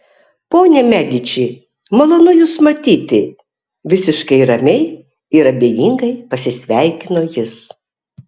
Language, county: Lithuanian, Tauragė